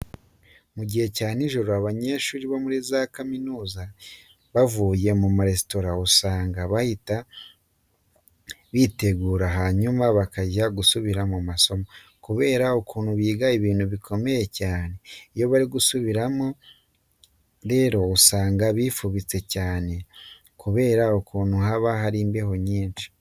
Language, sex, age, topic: Kinyarwanda, male, 25-35, education